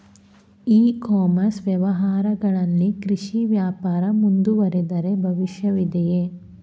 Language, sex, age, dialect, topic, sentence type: Kannada, female, 31-35, Mysore Kannada, agriculture, question